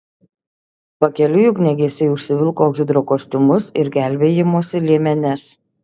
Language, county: Lithuanian, Šiauliai